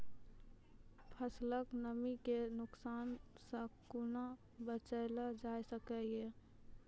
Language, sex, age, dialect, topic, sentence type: Maithili, female, 18-24, Angika, agriculture, question